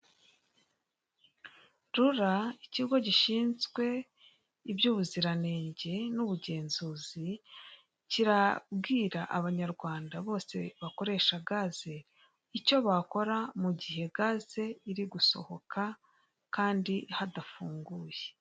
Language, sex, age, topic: Kinyarwanda, female, 36-49, government